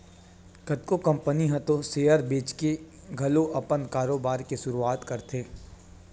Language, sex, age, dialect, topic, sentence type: Chhattisgarhi, male, 18-24, Western/Budati/Khatahi, banking, statement